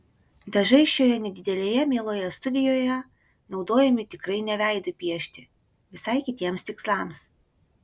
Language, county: Lithuanian, Kaunas